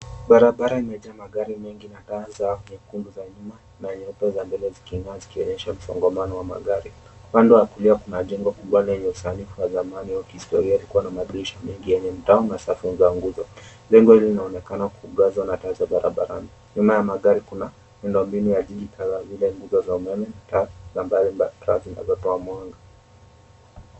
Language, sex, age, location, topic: Swahili, male, 18-24, Mombasa, government